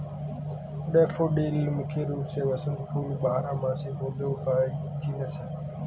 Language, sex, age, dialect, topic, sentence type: Hindi, male, 18-24, Marwari Dhudhari, agriculture, statement